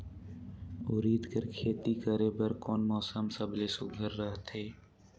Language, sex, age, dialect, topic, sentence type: Chhattisgarhi, male, 46-50, Northern/Bhandar, agriculture, question